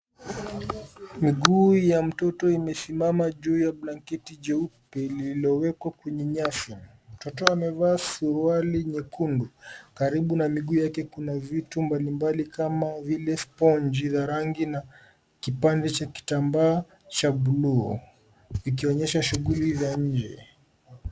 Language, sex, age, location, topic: Swahili, male, 25-35, Nairobi, education